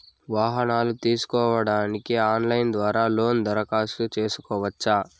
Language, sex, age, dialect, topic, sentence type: Telugu, male, 18-24, Southern, banking, question